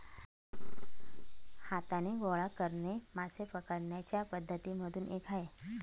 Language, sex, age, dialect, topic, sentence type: Marathi, female, 25-30, Northern Konkan, agriculture, statement